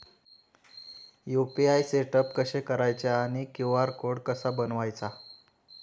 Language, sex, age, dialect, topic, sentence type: Marathi, male, 18-24, Standard Marathi, banking, question